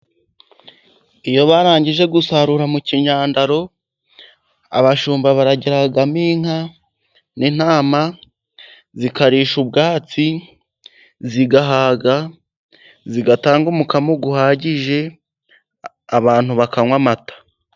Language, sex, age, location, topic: Kinyarwanda, male, 18-24, Musanze, agriculture